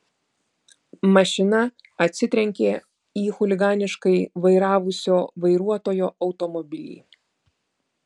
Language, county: Lithuanian, Vilnius